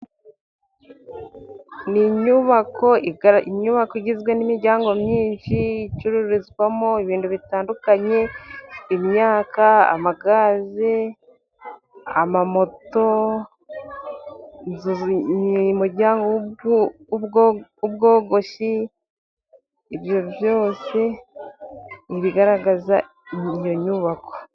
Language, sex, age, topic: Kinyarwanda, female, 25-35, finance